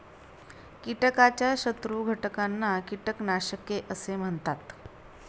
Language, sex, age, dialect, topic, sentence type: Marathi, female, 31-35, Standard Marathi, agriculture, statement